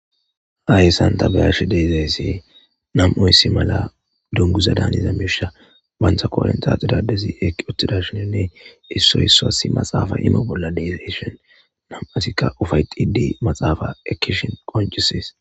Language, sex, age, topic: Gamo, female, 18-24, government